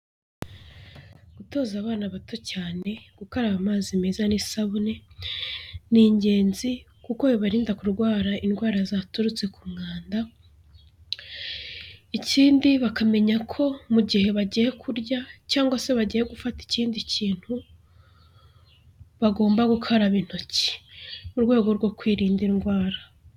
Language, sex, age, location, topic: Kinyarwanda, female, 18-24, Huye, health